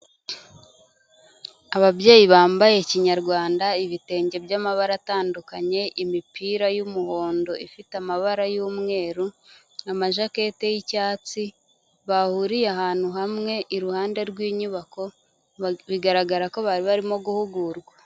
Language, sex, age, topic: Kinyarwanda, female, 25-35, health